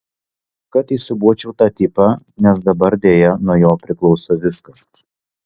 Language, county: Lithuanian, Vilnius